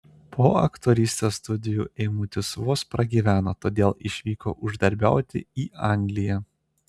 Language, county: Lithuanian, Telšiai